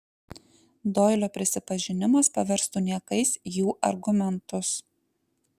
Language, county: Lithuanian, Kaunas